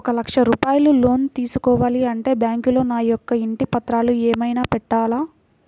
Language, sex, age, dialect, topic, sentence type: Telugu, female, 41-45, Central/Coastal, banking, question